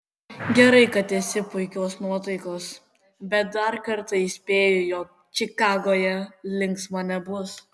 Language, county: Lithuanian, Kaunas